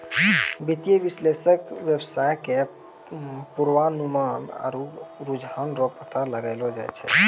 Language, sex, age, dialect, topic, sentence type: Maithili, male, 18-24, Angika, banking, statement